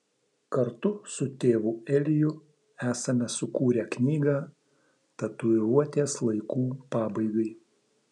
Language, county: Lithuanian, Vilnius